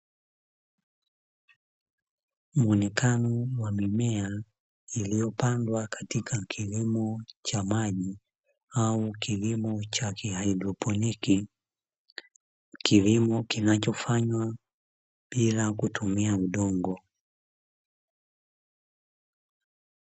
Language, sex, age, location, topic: Swahili, male, 25-35, Dar es Salaam, agriculture